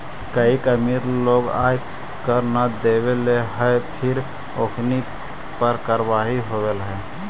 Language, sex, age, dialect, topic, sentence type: Magahi, male, 18-24, Central/Standard, agriculture, statement